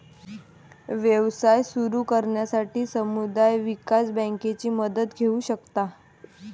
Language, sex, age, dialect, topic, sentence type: Marathi, female, 18-24, Varhadi, banking, statement